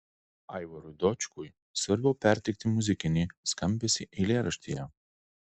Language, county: Lithuanian, Alytus